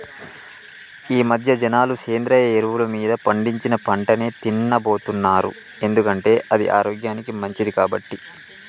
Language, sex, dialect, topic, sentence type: Telugu, male, Telangana, agriculture, statement